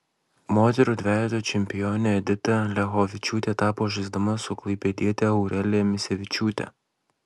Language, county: Lithuanian, Alytus